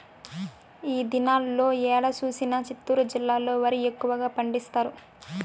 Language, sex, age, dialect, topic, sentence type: Telugu, female, 18-24, Southern, agriculture, statement